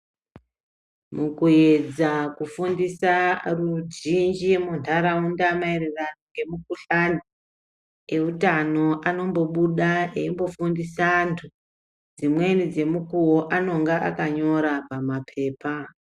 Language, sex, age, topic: Ndau, male, 25-35, health